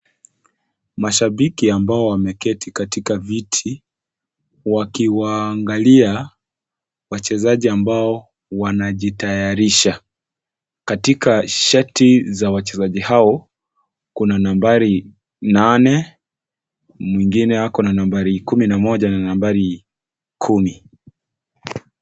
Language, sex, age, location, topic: Swahili, male, 25-35, Kisii, government